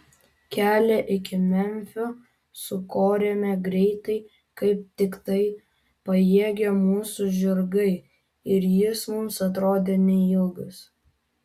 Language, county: Lithuanian, Vilnius